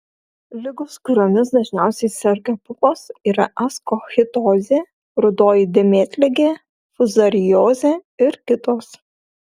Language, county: Lithuanian, Klaipėda